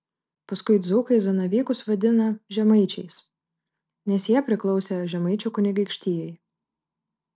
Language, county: Lithuanian, Klaipėda